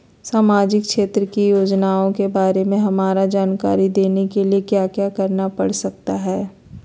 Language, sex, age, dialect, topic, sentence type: Magahi, female, 31-35, Southern, banking, question